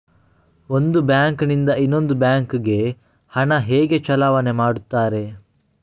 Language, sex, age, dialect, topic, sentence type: Kannada, male, 31-35, Coastal/Dakshin, banking, question